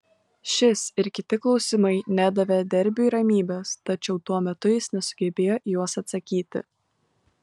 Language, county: Lithuanian, Kaunas